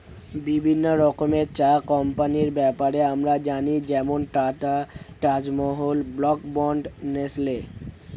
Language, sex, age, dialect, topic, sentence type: Bengali, male, 18-24, Standard Colloquial, agriculture, statement